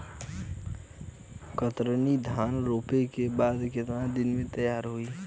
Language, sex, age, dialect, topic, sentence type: Bhojpuri, male, 18-24, Western, agriculture, question